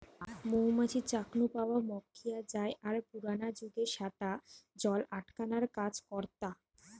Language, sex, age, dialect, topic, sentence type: Bengali, female, 25-30, Western, agriculture, statement